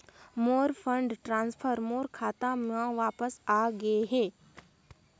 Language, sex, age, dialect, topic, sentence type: Chhattisgarhi, female, 18-24, Northern/Bhandar, banking, statement